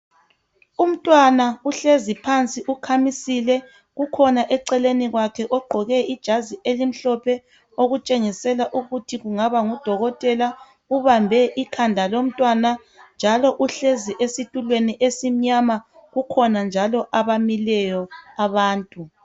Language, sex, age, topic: North Ndebele, female, 25-35, health